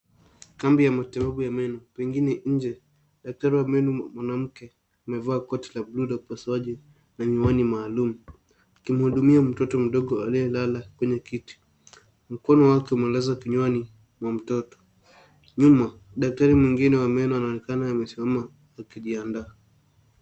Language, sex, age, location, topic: Swahili, male, 18-24, Nairobi, health